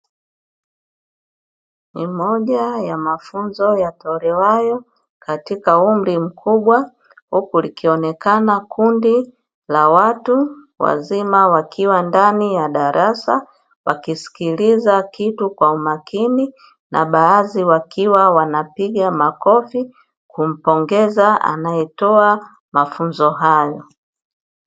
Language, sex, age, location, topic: Swahili, female, 50+, Dar es Salaam, education